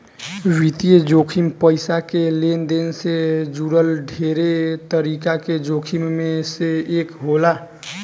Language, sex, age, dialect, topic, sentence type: Bhojpuri, male, 18-24, Southern / Standard, banking, statement